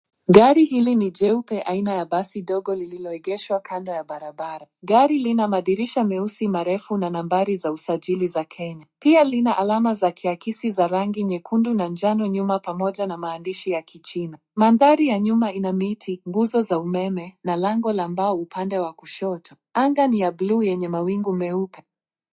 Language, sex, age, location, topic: Swahili, female, 18-24, Nairobi, finance